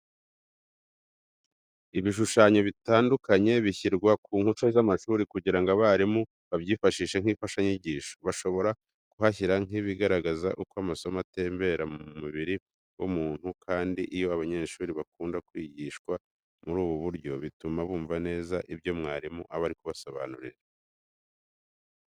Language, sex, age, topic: Kinyarwanda, male, 25-35, education